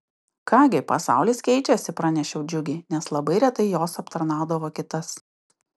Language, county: Lithuanian, Utena